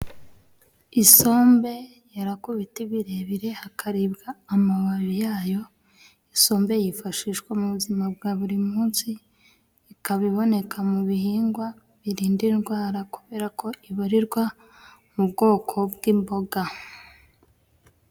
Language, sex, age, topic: Kinyarwanda, female, 18-24, agriculture